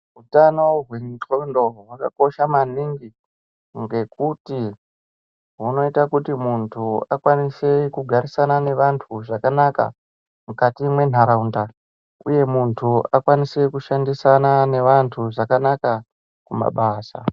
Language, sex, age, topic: Ndau, female, 25-35, health